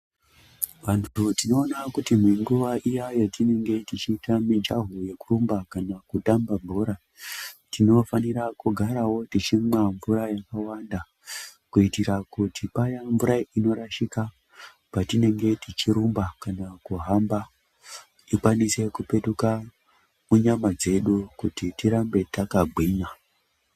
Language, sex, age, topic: Ndau, male, 18-24, health